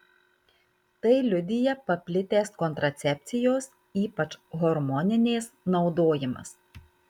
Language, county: Lithuanian, Marijampolė